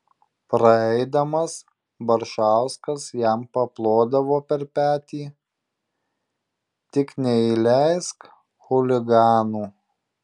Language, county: Lithuanian, Marijampolė